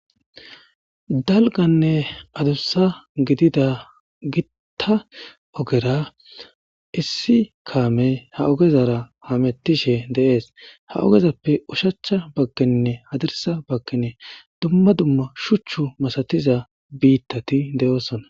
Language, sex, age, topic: Gamo, male, 25-35, government